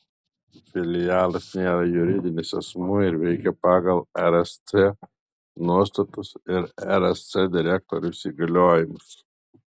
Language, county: Lithuanian, Alytus